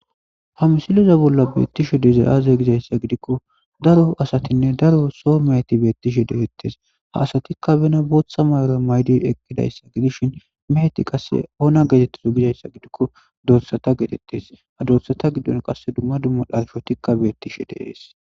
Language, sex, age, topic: Gamo, male, 25-35, agriculture